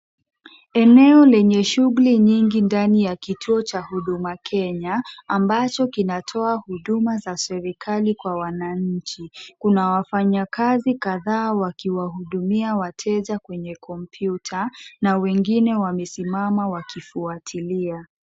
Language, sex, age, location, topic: Swahili, female, 25-35, Kisii, government